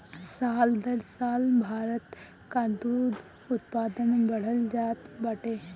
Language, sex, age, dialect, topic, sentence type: Bhojpuri, female, 18-24, Northern, agriculture, statement